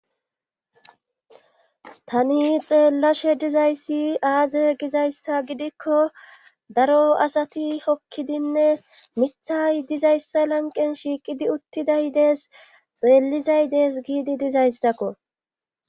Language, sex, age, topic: Gamo, female, 25-35, government